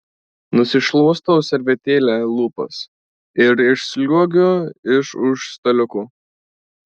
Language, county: Lithuanian, Marijampolė